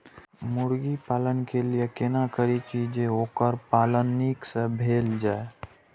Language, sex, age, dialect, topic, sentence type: Maithili, male, 18-24, Eastern / Thethi, agriculture, question